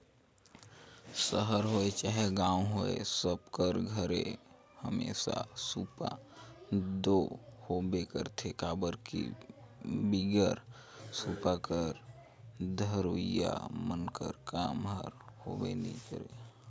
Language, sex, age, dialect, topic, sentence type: Chhattisgarhi, male, 18-24, Northern/Bhandar, agriculture, statement